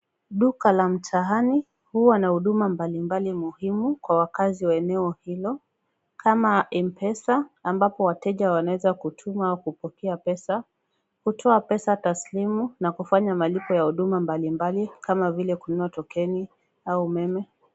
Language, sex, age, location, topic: Swahili, female, 25-35, Kisumu, finance